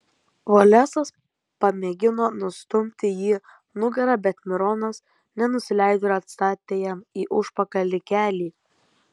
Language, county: Lithuanian, Kaunas